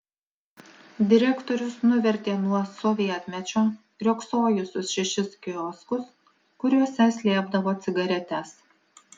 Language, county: Lithuanian, Alytus